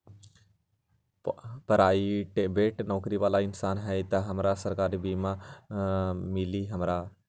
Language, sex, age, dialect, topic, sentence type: Magahi, male, 41-45, Western, agriculture, question